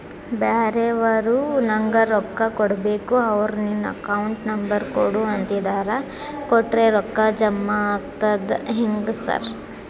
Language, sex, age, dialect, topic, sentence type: Kannada, female, 25-30, Dharwad Kannada, banking, question